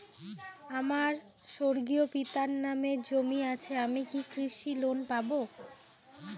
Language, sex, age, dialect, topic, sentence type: Bengali, female, 25-30, Rajbangshi, banking, question